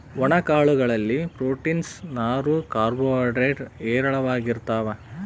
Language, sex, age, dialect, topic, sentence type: Kannada, male, 25-30, Central, agriculture, statement